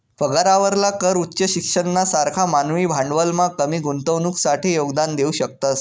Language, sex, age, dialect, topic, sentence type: Marathi, male, 18-24, Northern Konkan, banking, statement